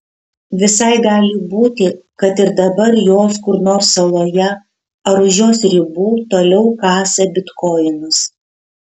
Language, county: Lithuanian, Kaunas